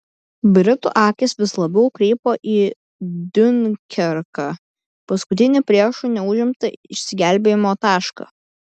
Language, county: Lithuanian, Klaipėda